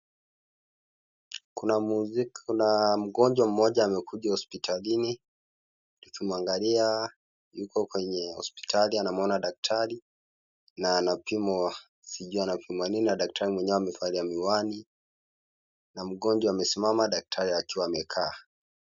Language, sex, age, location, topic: Swahili, male, 18-24, Kisii, government